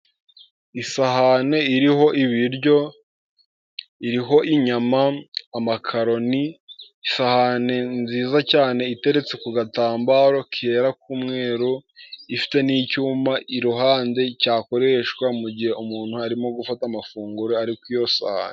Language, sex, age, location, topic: Kinyarwanda, male, 18-24, Musanze, agriculture